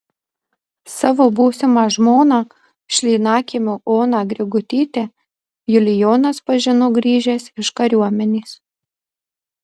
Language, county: Lithuanian, Marijampolė